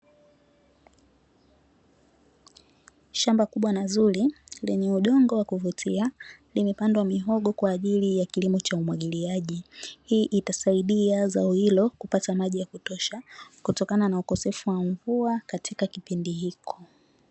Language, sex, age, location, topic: Swahili, female, 18-24, Dar es Salaam, agriculture